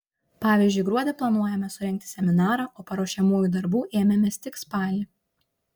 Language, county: Lithuanian, Šiauliai